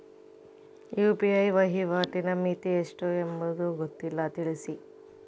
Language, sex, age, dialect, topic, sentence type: Kannada, female, 18-24, Central, banking, question